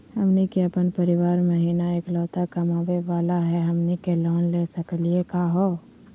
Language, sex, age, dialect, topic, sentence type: Magahi, female, 51-55, Southern, banking, question